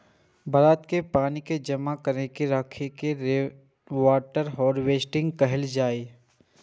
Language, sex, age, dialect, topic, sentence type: Maithili, male, 18-24, Eastern / Thethi, agriculture, statement